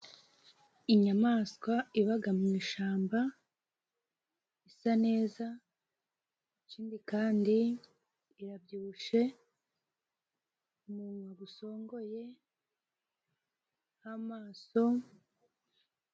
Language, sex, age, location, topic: Kinyarwanda, female, 25-35, Musanze, agriculture